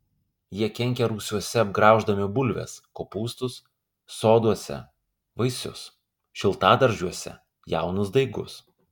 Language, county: Lithuanian, Kaunas